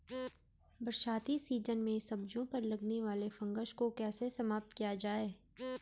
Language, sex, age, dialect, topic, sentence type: Hindi, female, 18-24, Garhwali, agriculture, question